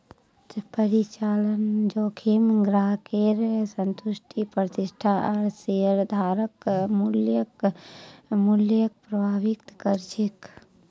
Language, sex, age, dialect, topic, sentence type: Magahi, female, 18-24, Northeastern/Surjapuri, banking, statement